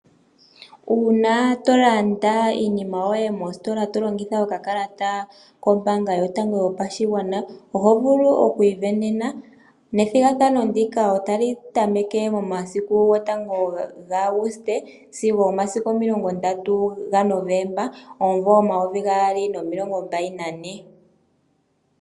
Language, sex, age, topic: Oshiwambo, female, 18-24, finance